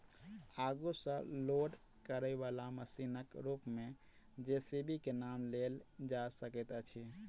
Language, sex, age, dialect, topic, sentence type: Maithili, male, 31-35, Southern/Standard, agriculture, statement